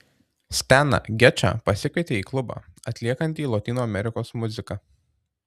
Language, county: Lithuanian, Tauragė